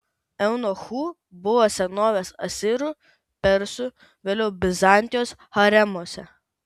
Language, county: Lithuanian, Kaunas